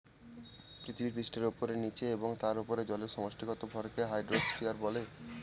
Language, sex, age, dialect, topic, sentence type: Bengali, male, 18-24, Northern/Varendri, agriculture, statement